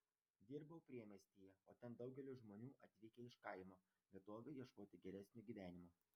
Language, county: Lithuanian, Vilnius